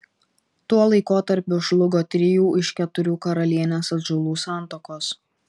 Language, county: Lithuanian, Šiauliai